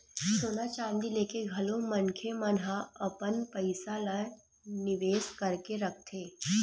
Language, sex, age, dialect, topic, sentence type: Chhattisgarhi, female, 31-35, Western/Budati/Khatahi, banking, statement